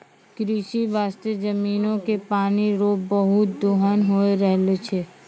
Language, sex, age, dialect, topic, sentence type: Maithili, female, 25-30, Angika, agriculture, statement